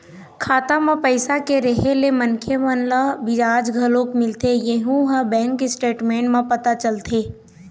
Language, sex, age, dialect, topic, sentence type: Chhattisgarhi, female, 18-24, Eastern, banking, statement